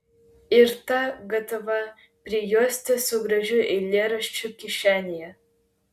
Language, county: Lithuanian, Klaipėda